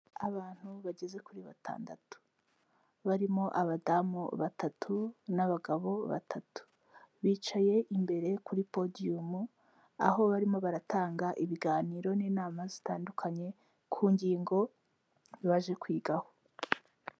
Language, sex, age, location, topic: Kinyarwanda, female, 18-24, Kigali, health